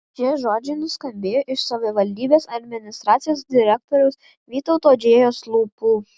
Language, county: Lithuanian, Kaunas